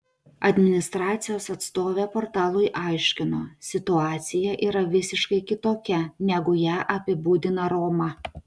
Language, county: Lithuanian, Utena